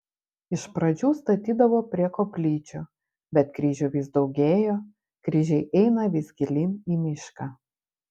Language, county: Lithuanian, Panevėžys